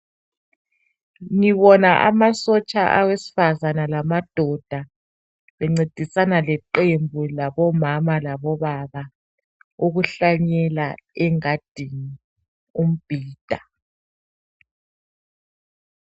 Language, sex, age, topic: North Ndebele, male, 36-49, health